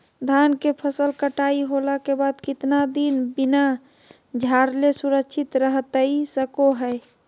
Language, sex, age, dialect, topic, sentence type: Magahi, male, 31-35, Southern, agriculture, question